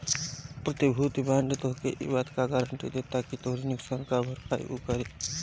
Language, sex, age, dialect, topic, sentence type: Bhojpuri, female, 25-30, Northern, banking, statement